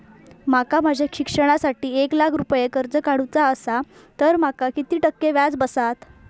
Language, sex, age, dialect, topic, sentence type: Marathi, female, 18-24, Southern Konkan, banking, question